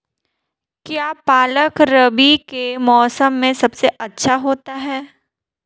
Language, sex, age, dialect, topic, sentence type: Hindi, female, 18-24, Marwari Dhudhari, agriculture, question